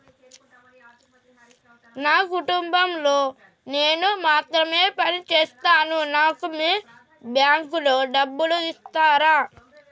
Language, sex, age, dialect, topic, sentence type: Telugu, female, 31-35, Telangana, banking, question